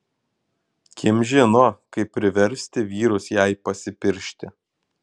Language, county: Lithuanian, Kaunas